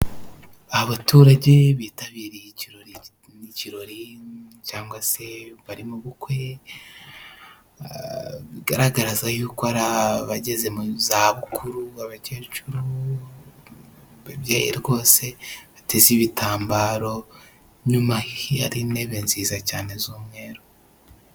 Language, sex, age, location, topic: Kinyarwanda, male, 18-24, Huye, health